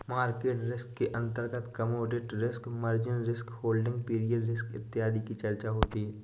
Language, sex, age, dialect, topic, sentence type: Hindi, male, 18-24, Awadhi Bundeli, banking, statement